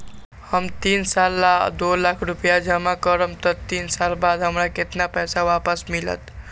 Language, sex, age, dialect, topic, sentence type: Magahi, male, 18-24, Western, banking, question